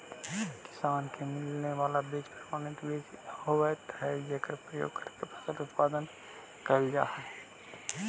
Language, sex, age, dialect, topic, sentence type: Magahi, male, 31-35, Central/Standard, agriculture, statement